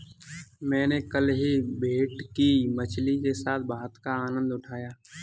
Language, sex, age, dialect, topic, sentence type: Hindi, male, 18-24, Kanauji Braj Bhasha, agriculture, statement